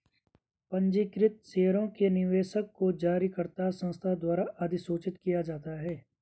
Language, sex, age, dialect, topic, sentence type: Hindi, male, 25-30, Garhwali, banking, statement